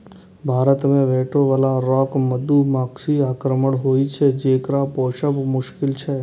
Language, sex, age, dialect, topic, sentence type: Maithili, male, 18-24, Eastern / Thethi, agriculture, statement